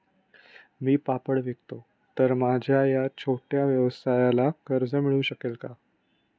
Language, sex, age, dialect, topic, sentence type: Marathi, male, 25-30, Standard Marathi, banking, question